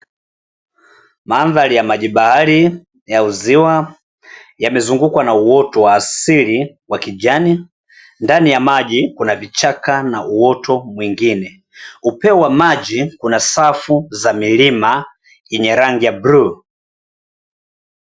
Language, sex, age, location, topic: Swahili, male, 25-35, Dar es Salaam, agriculture